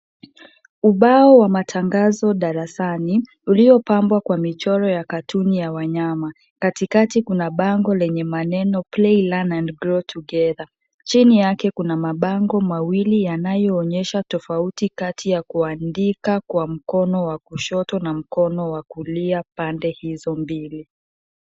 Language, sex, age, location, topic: Swahili, female, 18-24, Kisumu, education